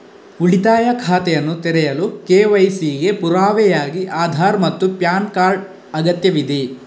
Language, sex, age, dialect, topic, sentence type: Kannada, male, 41-45, Coastal/Dakshin, banking, statement